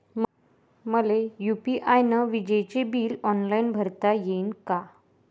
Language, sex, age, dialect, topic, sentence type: Marathi, female, 18-24, Varhadi, banking, question